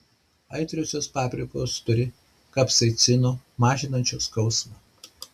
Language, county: Lithuanian, Šiauliai